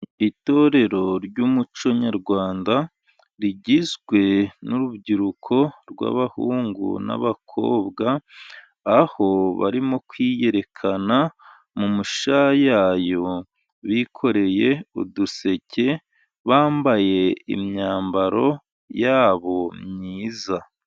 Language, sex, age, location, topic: Kinyarwanda, male, 36-49, Burera, government